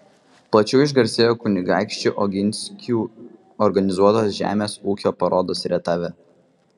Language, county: Lithuanian, Vilnius